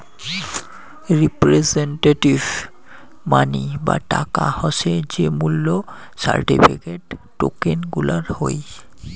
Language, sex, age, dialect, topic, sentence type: Bengali, male, 60-100, Rajbangshi, banking, statement